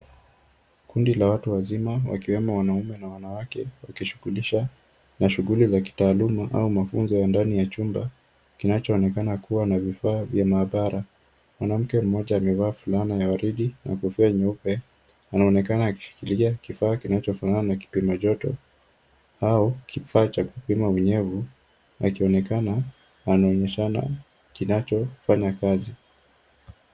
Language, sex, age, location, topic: Swahili, male, 18-24, Kisumu, agriculture